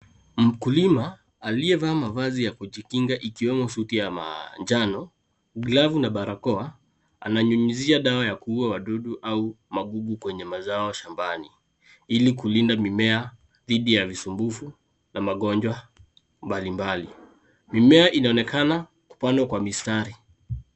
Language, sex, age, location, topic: Swahili, male, 25-35, Kisii, health